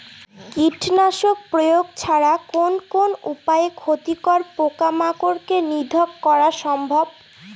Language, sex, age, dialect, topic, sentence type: Bengali, female, 18-24, Northern/Varendri, agriculture, question